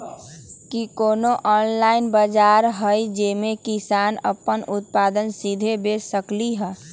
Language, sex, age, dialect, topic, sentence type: Magahi, female, 18-24, Western, agriculture, statement